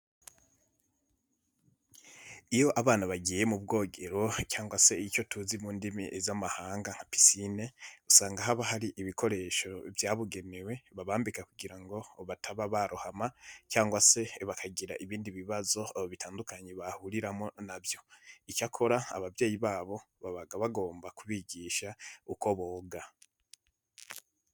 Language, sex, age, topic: Kinyarwanda, male, 25-35, education